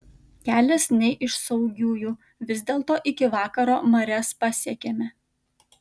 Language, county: Lithuanian, Kaunas